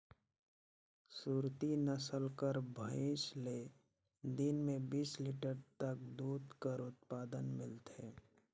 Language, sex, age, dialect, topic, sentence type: Chhattisgarhi, male, 56-60, Northern/Bhandar, agriculture, statement